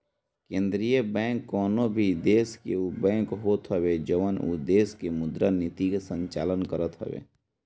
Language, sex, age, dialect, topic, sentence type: Bhojpuri, male, 18-24, Northern, banking, statement